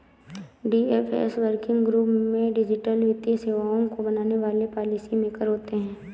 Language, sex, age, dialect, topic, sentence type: Hindi, female, 18-24, Awadhi Bundeli, banking, statement